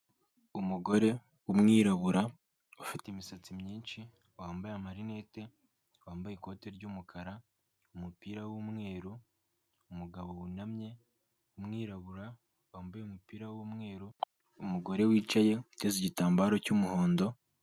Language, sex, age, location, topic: Kinyarwanda, male, 18-24, Kigali, government